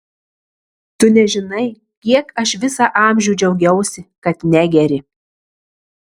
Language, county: Lithuanian, Marijampolė